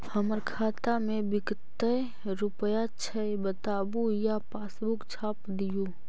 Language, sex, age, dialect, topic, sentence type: Magahi, female, 36-40, Central/Standard, banking, question